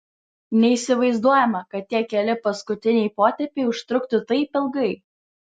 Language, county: Lithuanian, Vilnius